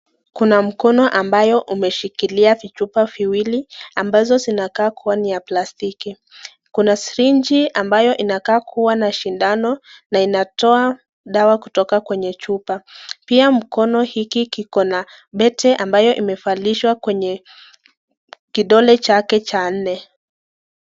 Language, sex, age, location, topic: Swahili, female, 25-35, Nakuru, health